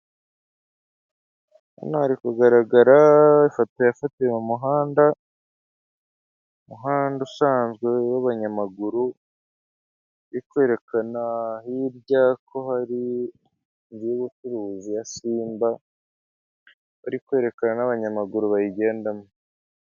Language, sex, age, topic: Kinyarwanda, male, 25-35, government